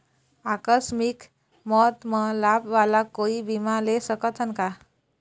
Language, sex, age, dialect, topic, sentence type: Chhattisgarhi, female, 25-30, Eastern, banking, question